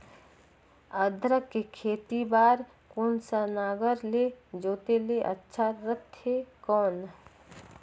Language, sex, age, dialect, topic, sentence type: Chhattisgarhi, female, 36-40, Northern/Bhandar, agriculture, question